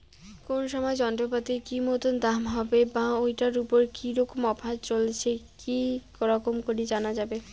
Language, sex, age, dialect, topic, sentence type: Bengali, female, 31-35, Rajbangshi, agriculture, question